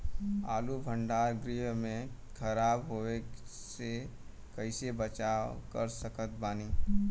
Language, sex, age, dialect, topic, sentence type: Bhojpuri, male, 18-24, Western, agriculture, question